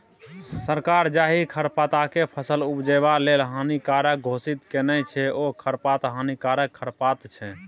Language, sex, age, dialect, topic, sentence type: Maithili, male, 18-24, Bajjika, agriculture, statement